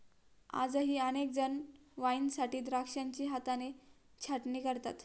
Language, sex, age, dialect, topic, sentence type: Marathi, female, 60-100, Standard Marathi, agriculture, statement